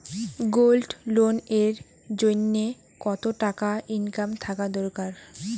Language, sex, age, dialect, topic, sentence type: Bengali, female, 18-24, Rajbangshi, banking, question